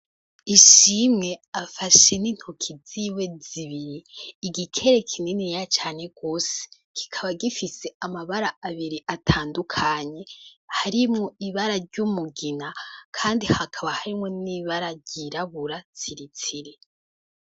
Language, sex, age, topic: Rundi, female, 18-24, agriculture